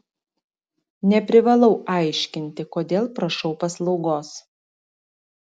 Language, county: Lithuanian, Klaipėda